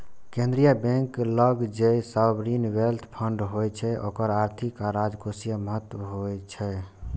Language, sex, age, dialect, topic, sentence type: Maithili, male, 18-24, Eastern / Thethi, banking, statement